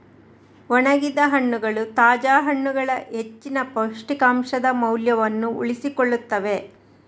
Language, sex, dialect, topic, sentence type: Kannada, female, Coastal/Dakshin, agriculture, statement